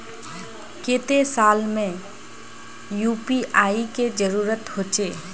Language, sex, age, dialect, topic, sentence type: Magahi, female, 25-30, Northeastern/Surjapuri, banking, question